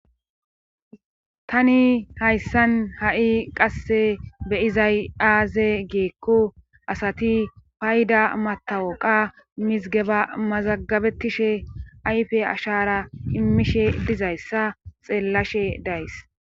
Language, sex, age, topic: Gamo, female, 25-35, government